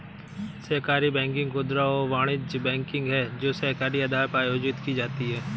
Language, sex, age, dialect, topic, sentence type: Hindi, male, 31-35, Awadhi Bundeli, banking, statement